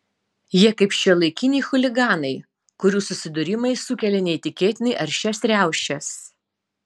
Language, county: Lithuanian, Utena